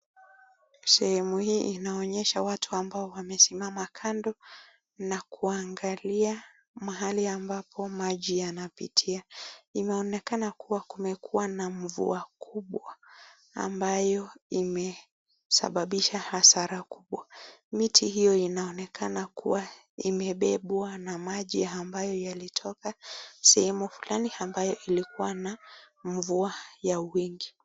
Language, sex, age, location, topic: Swahili, female, 25-35, Nakuru, health